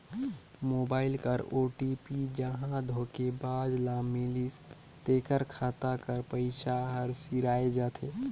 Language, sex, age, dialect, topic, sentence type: Chhattisgarhi, male, 25-30, Northern/Bhandar, banking, statement